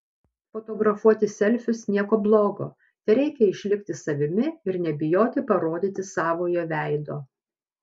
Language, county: Lithuanian, Panevėžys